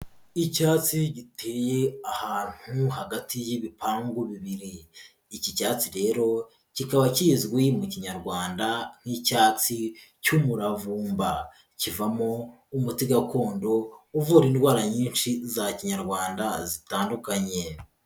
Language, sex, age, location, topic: Kinyarwanda, female, 25-35, Huye, health